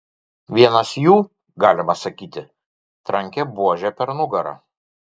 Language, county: Lithuanian, Vilnius